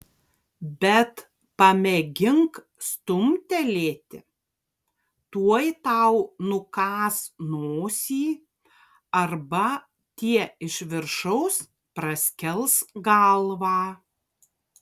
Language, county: Lithuanian, Kaunas